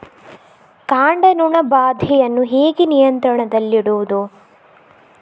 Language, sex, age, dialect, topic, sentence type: Kannada, female, 25-30, Coastal/Dakshin, agriculture, question